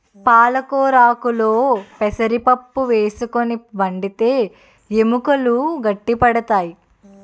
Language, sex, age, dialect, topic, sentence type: Telugu, female, 18-24, Utterandhra, agriculture, statement